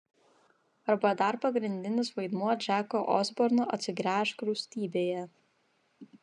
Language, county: Lithuanian, Vilnius